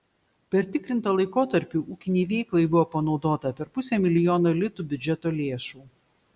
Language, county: Lithuanian, Šiauliai